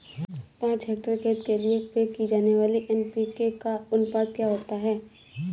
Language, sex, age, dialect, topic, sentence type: Hindi, female, 25-30, Awadhi Bundeli, agriculture, question